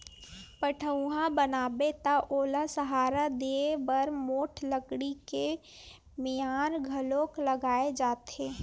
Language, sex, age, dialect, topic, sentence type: Chhattisgarhi, female, 18-24, Western/Budati/Khatahi, agriculture, statement